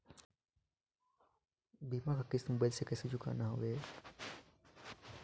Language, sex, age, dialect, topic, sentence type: Chhattisgarhi, male, 56-60, Northern/Bhandar, banking, question